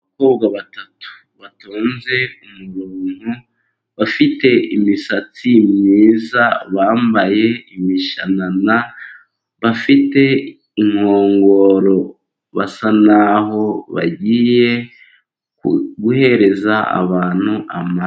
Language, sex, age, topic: Kinyarwanda, male, 18-24, government